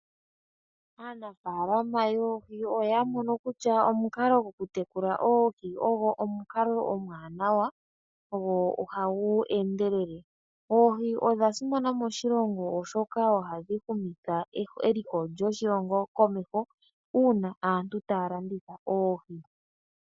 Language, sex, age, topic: Oshiwambo, female, 25-35, agriculture